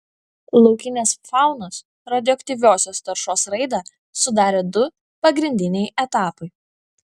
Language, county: Lithuanian, Vilnius